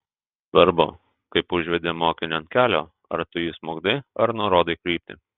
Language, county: Lithuanian, Telšiai